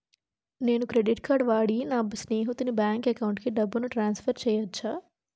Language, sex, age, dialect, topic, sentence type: Telugu, female, 18-24, Utterandhra, banking, question